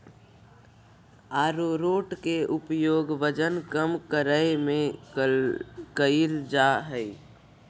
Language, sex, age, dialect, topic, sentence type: Magahi, female, 18-24, Southern, agriculture, statement